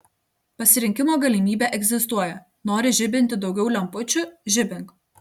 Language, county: Lithuanian, Telšiai